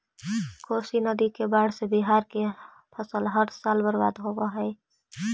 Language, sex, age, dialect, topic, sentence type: Magahi, female, 18-24, Central/Standard, agriculture, statement